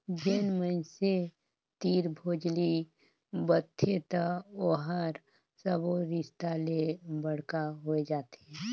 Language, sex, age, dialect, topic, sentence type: Chhattisgarhi, female, 25-30, Northern/Bhandar, agriculture, statement